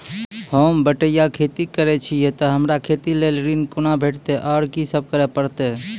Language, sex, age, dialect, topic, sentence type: Maithili, male, 25-30, Angika, banking, question